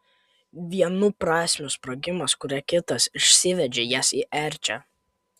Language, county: Lithuanian, Kaunas